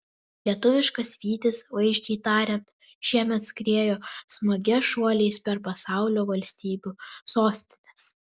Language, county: Lithuanian, Telšiai